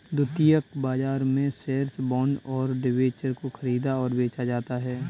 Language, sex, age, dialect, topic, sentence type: Hindi, male, 31-35, Kanauji Braj Bhasha, banking, statement